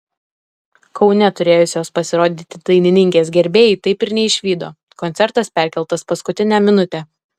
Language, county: Lithuanian, Alytus